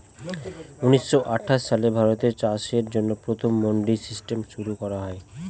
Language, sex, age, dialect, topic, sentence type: Bengali, male, 25-30, Northern/Varendri, agriculture, statement